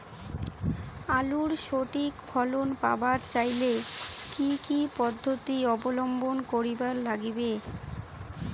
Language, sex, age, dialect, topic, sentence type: Bengali, female, 18-24, Rajbangshi, agriculture, question